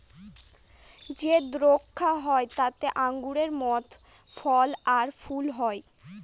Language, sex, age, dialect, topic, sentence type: Bengali, female, 60-100, Northern/Varendri, agriculture, statement